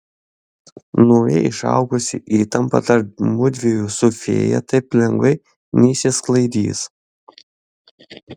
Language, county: Lithuanian, Šiauliai